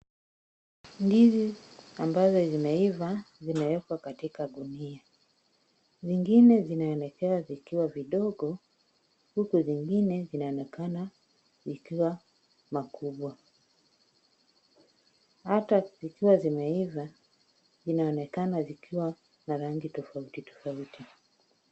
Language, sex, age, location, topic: Swahili, female, 36-49, Kisumu, finance